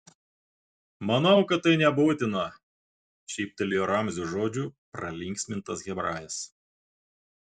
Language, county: Lithuanian, Klaipėda